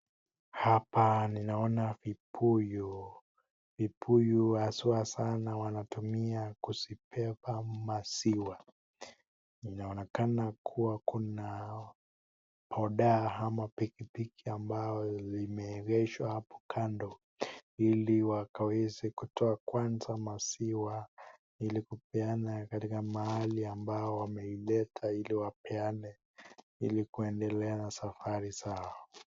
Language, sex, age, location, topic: Swahili, male, 18-24, Nakuru, agriculture